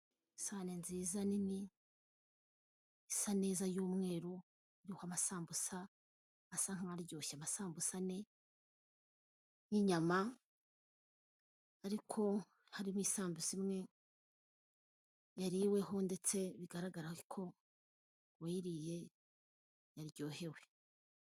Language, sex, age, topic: Kinyarwanda, female, 25-35, finance